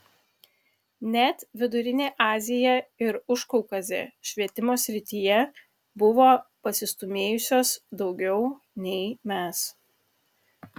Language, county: Lithuanian, Kaunas